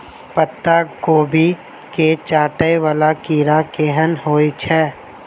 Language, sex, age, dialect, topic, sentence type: Maithili, male, 18-24, Southern/Standard, agriculture, question